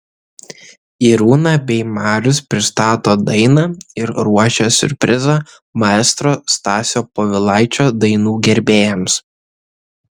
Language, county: Lithuanian, Kaunas